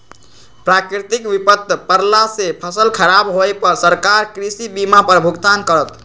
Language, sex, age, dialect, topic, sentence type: Magahi, male, 51-55, Western, agriculture, statement